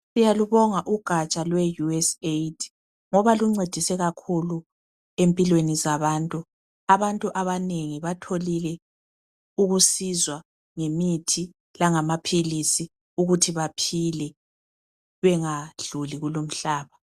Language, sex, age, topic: North Ndebele, female, 25-35, health